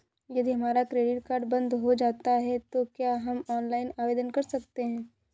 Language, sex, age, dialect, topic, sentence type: Hindi, female, 18-24, Awadhi Bundeli, banking, question